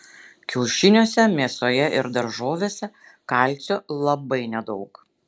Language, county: Lithuanian, Šiauliai